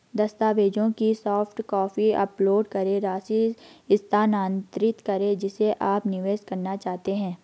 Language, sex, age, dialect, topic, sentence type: Hindi, female, 56-60, Garhwali, banking, statement